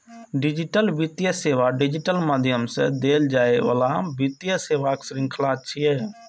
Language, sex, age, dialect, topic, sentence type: Maithili, male, 25-30, Eastern / Thethi, banking, statement